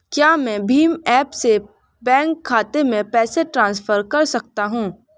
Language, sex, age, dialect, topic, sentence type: Hindi, female, 18-24, Hindustani Malvi Khadi Boli, banking, question